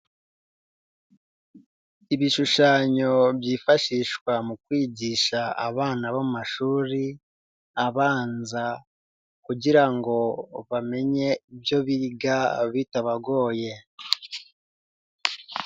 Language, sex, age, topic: Kinyarwanda, male, 18-24, education